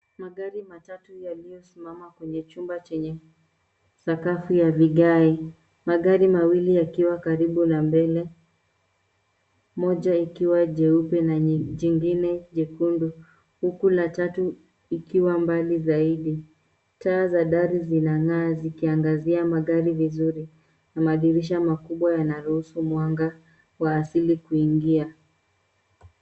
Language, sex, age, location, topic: Swahili, female, 18-24, Nairobi, finance